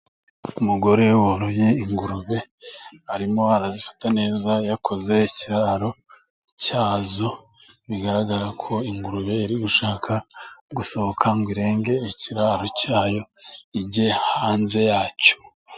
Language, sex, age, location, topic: Kinyarwanda, male, 25-35, Musanze, agriculture